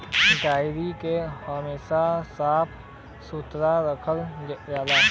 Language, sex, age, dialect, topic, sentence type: Bhojpuri, male, 18-24, Western, agriculture, statement